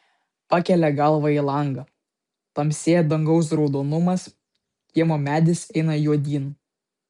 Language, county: Lithuanian, Vilnius